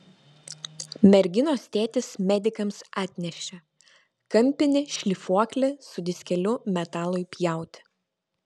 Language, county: Lithuanian, Vilnius